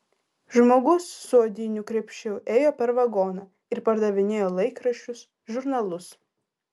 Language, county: Lithuanian, Vilnius